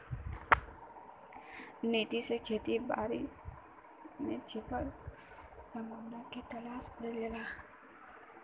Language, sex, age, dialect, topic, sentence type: Bhojpuri, female, 18-24, Western, agriculture, statement